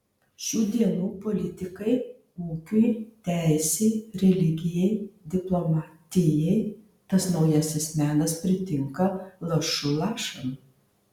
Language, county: Lithuanian, Marijampolė